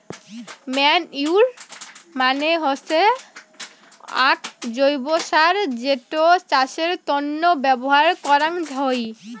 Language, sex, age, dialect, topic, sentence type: Bengali, female, <18, Rajbangshi, agriculture, statement